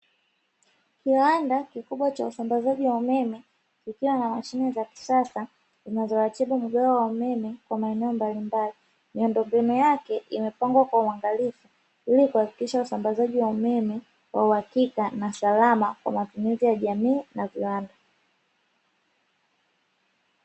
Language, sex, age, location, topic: Swahili, female, 25-35, Dar es Salaam, government